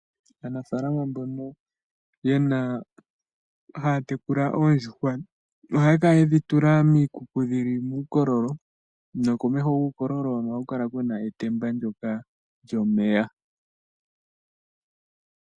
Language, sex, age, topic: Oshiwambo, male, 18-24, agriculture